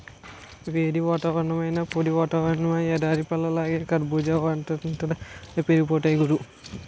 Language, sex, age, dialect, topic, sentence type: Telugu, male, 51-55, Utterandhra, agriculture, statement